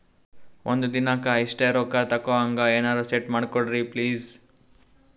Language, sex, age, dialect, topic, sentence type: Kannada, male, 18-24, Northeastern, banking, question